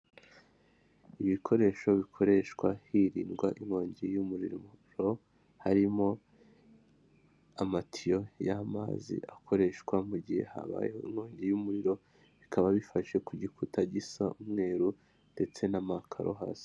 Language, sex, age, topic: Kinyarwanda, male, 18-24, government